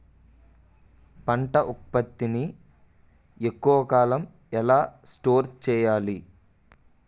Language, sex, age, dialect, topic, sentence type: Telugu, male, 18-24, Utterandhra, agriculture, question